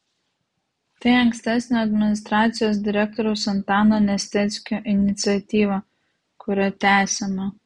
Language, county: Lithuanian, Vilnius